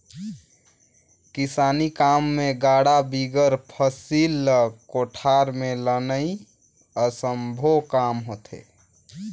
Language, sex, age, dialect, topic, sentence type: Chhattisgarhi, male, 18-24, Northern/Bhandar, agriculture, statement